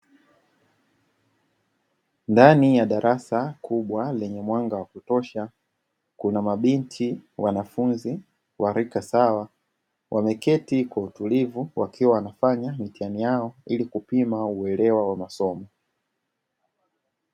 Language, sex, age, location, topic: Swahili, male, 25-35, Dar es Salaam, education